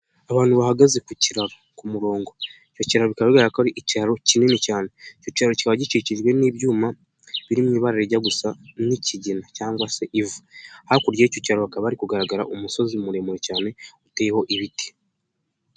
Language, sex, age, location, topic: Kinyarwanda, male, 18-24, Nyagatare, government